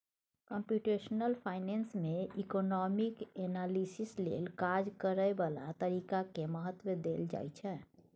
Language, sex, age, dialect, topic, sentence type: Maithili, female, 25-30, Bajjika, banking, statement